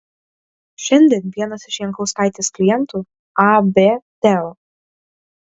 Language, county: Lithuanian, Kaunas